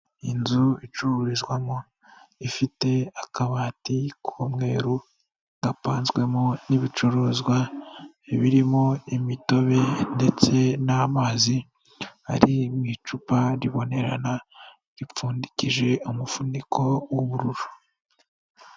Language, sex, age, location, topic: Kinyarwanda, female, 18-24, Kigali, finance